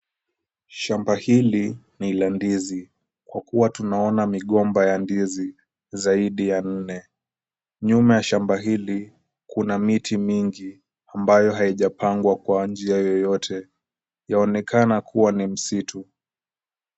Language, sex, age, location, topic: Swahili, male, 18-24, Kisumu, agriculture